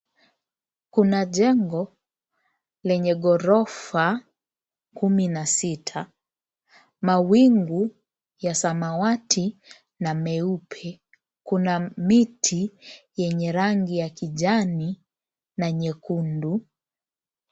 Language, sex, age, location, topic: Swahili, male, 50+, Nairobi, finance